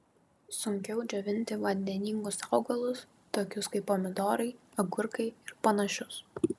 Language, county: Lithuanian, Kaunas